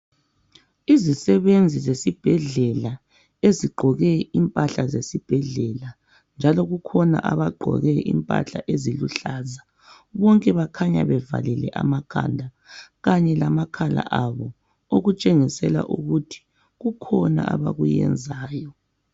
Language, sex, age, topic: North Ndebele, female, 25-35, health